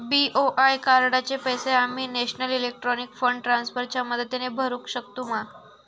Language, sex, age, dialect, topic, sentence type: Marathi, female, 51-55, Southern Konkan, banking, question